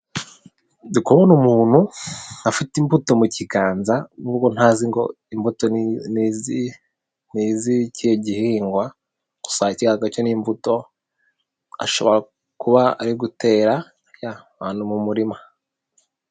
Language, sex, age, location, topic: Kinyarwanda, male, 18-24, Nyagatare, agriculture